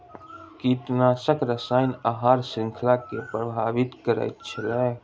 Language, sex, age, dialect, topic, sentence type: Maithili, male, 25-30, Southern/Standard, agriculture, statement